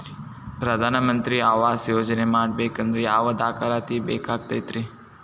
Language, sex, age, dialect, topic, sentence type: Kannada, male, 18-24, Dharwad Kannada, banking, question